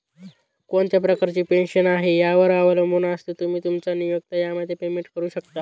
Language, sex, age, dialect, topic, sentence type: Marathi, male, 18-24, Northern Konkan, banking, statement